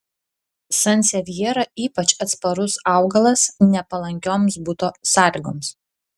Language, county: Lithuanian, Klaipėda